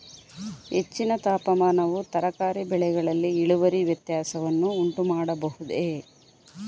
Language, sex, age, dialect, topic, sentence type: Kannada, female, 41-45, Mysore Kannada, agriculture, question